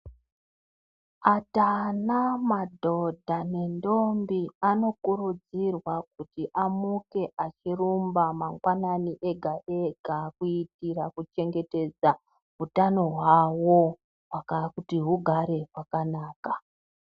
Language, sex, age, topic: Ndau, female, 36-49, health